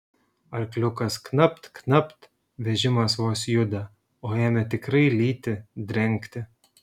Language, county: Lithuanian, Šiauliai